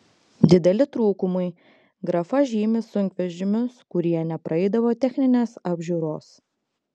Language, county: Lithuanian, Klaipėda